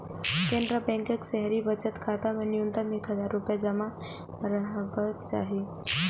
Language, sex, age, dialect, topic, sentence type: Maithili, female, 18-24, Eastern / Thethi, banking, statement